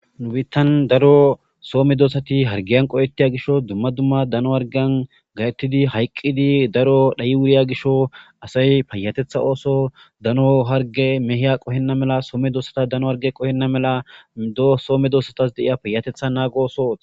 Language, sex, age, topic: Gamo, male, 18-24, agriculture